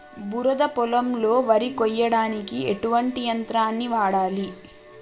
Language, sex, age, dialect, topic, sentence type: Telugu, female, 18-24, Telangana, agriculture, question